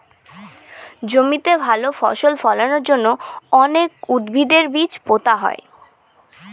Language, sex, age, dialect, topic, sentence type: Bengali, male, 31-35, Northern/Varendri, agriculture, statement